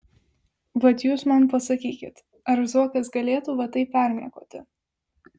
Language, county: Lithuanian, Vilnius